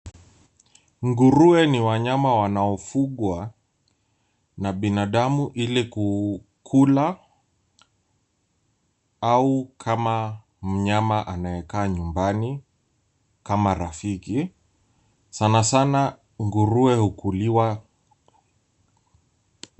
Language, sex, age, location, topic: Swahili, male, 18-24, Nairobi, agriculture